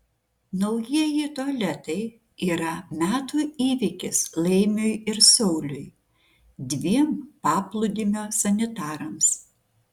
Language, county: Lithuanian, Šiauliai